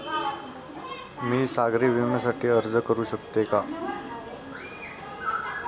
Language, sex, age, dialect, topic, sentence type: Marathi, male, 18-24, Standard Marathi, banking, question